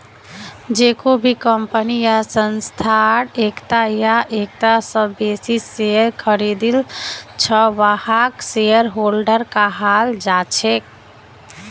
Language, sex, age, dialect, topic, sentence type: Magahi, female, 18-24, Northeastern/Surjapuri, banking, statement